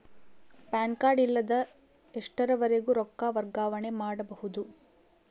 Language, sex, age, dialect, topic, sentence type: Kannada, female, 36-40, Central, banking, question